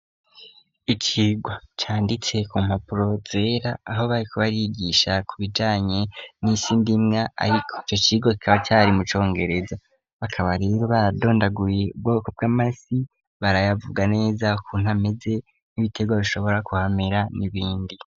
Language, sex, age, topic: Rundi, female, 18-24, education